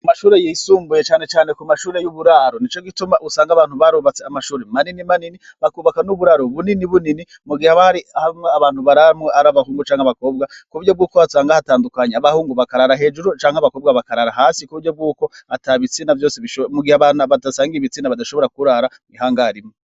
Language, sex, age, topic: Rundi, male, 36-49, education